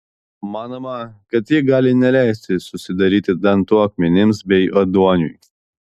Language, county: Lithuanian, Vilnius